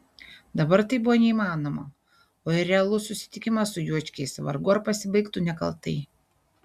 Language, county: Lithuanian, Šiauliai